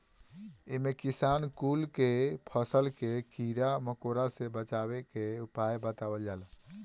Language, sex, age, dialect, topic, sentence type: Bhojpuri, male, 18-24, Northern, agriculture, statement